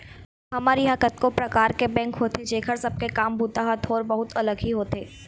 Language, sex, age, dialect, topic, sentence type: Chhattisgarhi, female, 18-24, Eastern, banking, statement